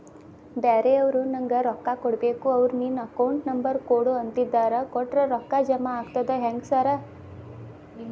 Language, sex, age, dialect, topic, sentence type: Kannada, female, 18-24, Dharwad Kannada, banking, question